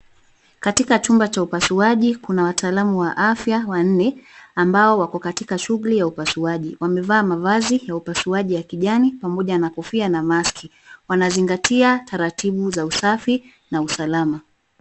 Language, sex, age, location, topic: Swahili, female, 36-49, Nairobi, health